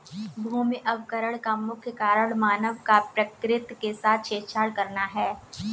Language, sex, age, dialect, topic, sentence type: Hindi, female, 18-24, Kanauji Braj Bhasha, agriculture, statement